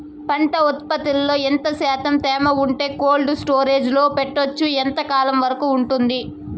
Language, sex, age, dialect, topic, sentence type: Telugu, female, 18-24, Southern, agriculture, question